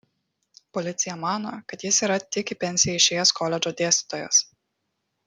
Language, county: Lithuanian, Kaunas